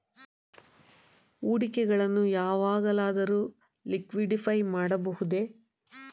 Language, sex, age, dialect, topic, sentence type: Kannada, female, 31-35, Mysore Kannada, banking, question